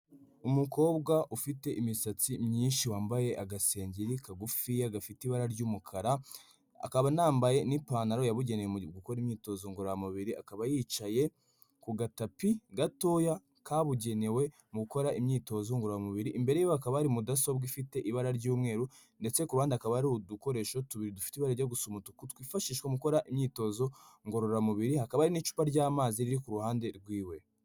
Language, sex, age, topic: Kinyarwanda, male, 18-24, health